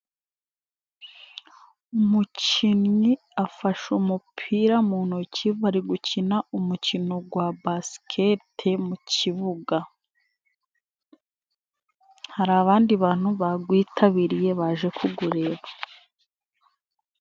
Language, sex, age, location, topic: Kinyarwanda, female, 25-35, Musanze, government